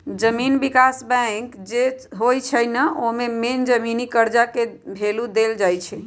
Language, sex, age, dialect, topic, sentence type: Magahi, female, 25-30, Western, banking, statement